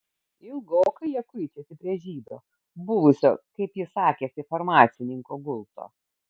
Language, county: Lithuanian, Kaunas